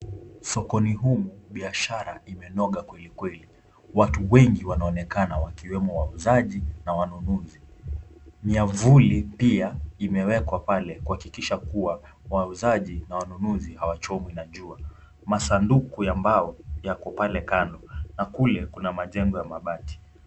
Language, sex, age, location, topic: Swahili, male, 18-24, Kisumu, finance